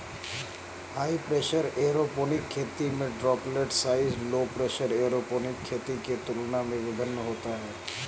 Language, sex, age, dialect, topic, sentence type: Hindi, male, 31-35, Awadhi Bundeli, agriculture, statement